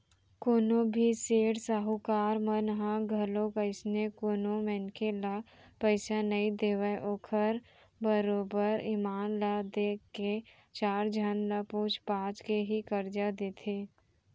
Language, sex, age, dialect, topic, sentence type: Chhattisgarhi, female, 18-24, Central, banking, statement